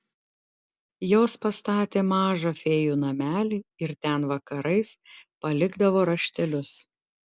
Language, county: Lithuanian, Klaipėda